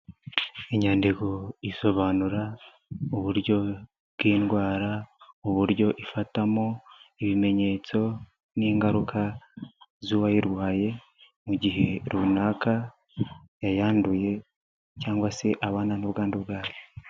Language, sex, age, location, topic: Kinyarwanda, male, 25-35, Huye, health